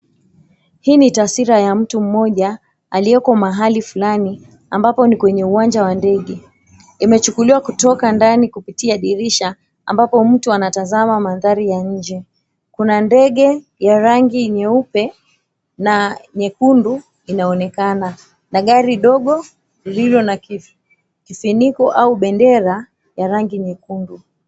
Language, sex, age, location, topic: Swahili, female, 25-35, Mombasa, government